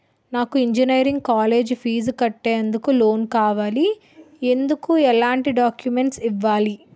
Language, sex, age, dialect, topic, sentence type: Telugu, female, 18-24, Utterandhra, banking, question